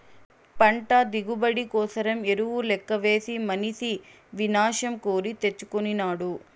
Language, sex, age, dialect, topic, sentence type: Telugu, female, 18-24, Southern, agriculture, statement